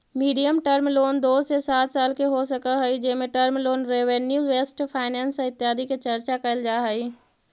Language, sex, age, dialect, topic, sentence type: Magahi, female, 51-55, Central/Standard, agriculture, statement